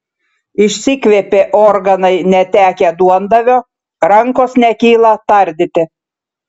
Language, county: Lithuanian, Šiauliai